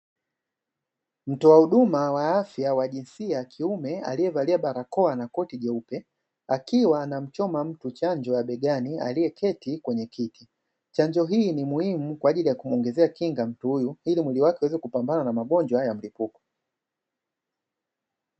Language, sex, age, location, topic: Swahili, male, 36-49, Dar es Salaam, health